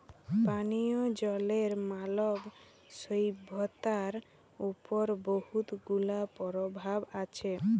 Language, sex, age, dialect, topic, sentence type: Bengali, female, 18-24, Jharkhandi, agriculture, statement